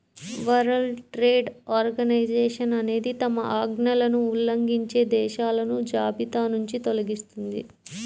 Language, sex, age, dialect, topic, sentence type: Telugu, female, 25-30, Central/Coastal, banking, statement